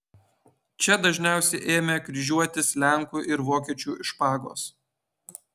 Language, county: Lithuanian, Utena